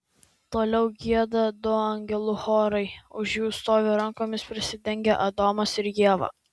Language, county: Lithuanian, Vilnius